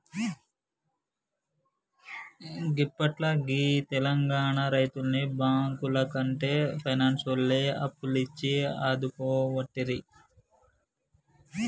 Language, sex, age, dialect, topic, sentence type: Telugu, male, 25-30, Telangana, banking, statement